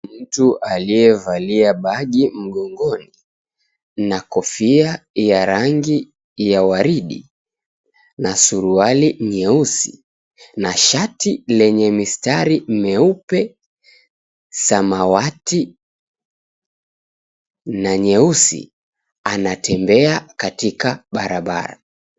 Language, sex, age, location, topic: Swahili, male, 18-24, Mombasa, government